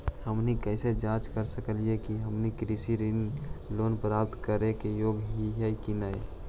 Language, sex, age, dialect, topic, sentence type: Magahi, male, 18-24, Central/Standard, banking, question